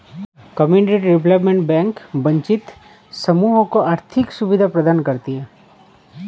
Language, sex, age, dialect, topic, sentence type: Hindi, male, 31-35, Awadhi Bundeli, banking, statement